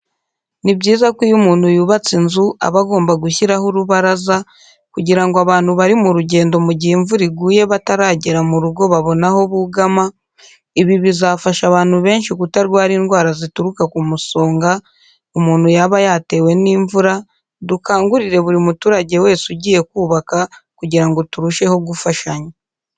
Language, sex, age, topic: Kinyarwanda, female, 18-24, education